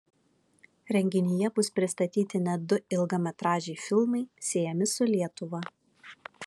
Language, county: Lithuanian, Vilnius